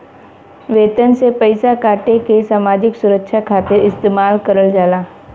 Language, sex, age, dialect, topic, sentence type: Bhojpuri, female, 18-24, Western, banking, statement